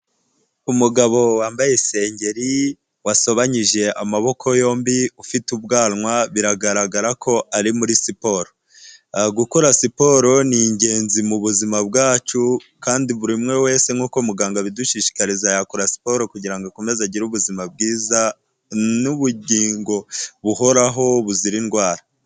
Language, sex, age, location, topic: Kinyarwanda, female, 18-24, Huye, health